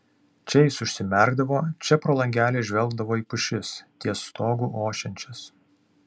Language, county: Lithuanian, Vilnius